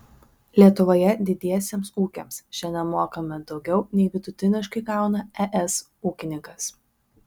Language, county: Lithuanian, Vilnius